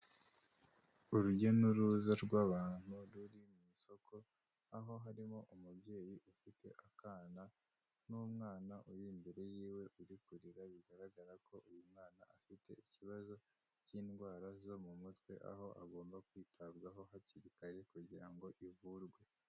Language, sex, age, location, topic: Kinyarwanda, male, 25-35, Kigali, health